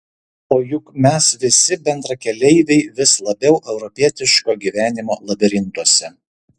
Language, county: Lithuanian, Šiauliai